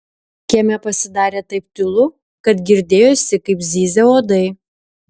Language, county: Lithuanian, Šiauliai